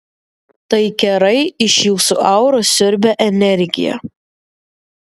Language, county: Lithuanian, Vilnius